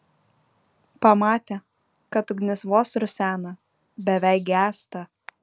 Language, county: Lithuanian, Vilnius